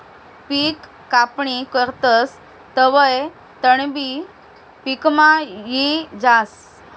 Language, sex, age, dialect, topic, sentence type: Marathi, female, 31-35, Northern Konkan, agriculture, statement